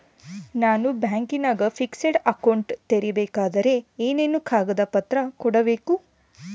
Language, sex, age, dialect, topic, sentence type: Kannada, female, 18-24, Central, banking, question